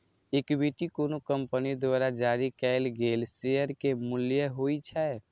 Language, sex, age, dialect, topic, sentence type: Maithili, male, 18-24, Eastern / Thethi, banking, statement